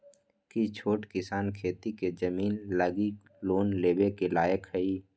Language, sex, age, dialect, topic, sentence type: Magahi, male, 41-45, Western, agriculture, statement